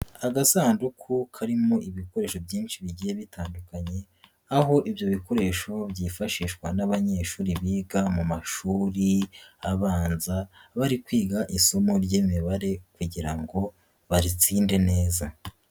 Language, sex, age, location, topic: Kinyarwanda, male, 36-49, Nyagatare, education